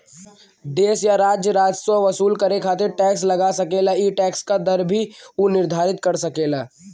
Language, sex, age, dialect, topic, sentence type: Bhojpuri, male, <18, Western, banking, statement